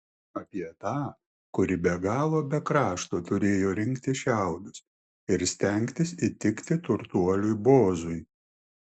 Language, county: Lithuanian, Klaipėda